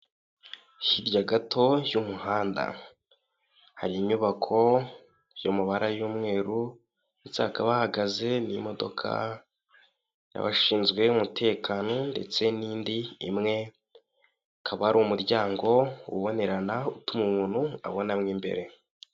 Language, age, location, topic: Kinyarwanda, 18-24, Kigali, government